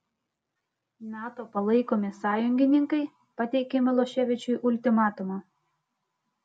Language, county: Lithuanian, Klaipėda